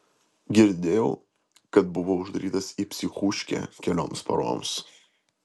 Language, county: Lithuanian, Vilnius